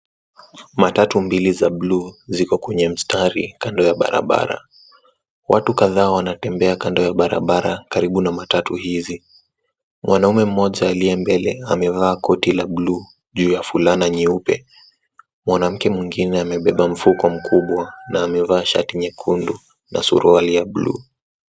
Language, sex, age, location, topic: Swahili, male, 18-24, Nairobi, government